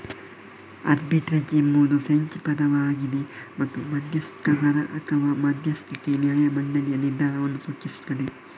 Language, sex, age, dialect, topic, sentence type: Kannada, male, 31-35, Coastal/Dakshin, banking, statement